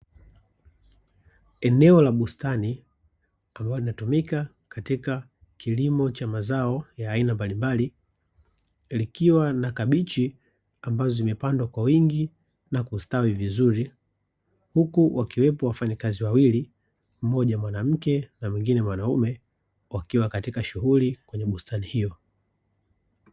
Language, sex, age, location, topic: Swahili, male, 36-49, Dar es Salaam, agriculture